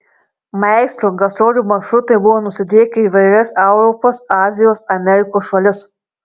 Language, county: Lithuanian, Marijampolė